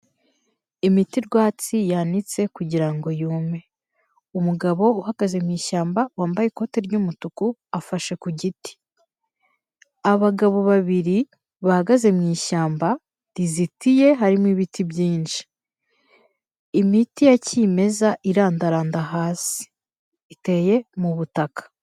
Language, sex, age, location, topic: Kinyarwanda, female, 25-35, Kigali, health